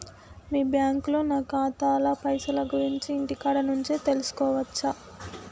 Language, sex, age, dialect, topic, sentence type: Telugu, female, 18-24, Telangana, banking, question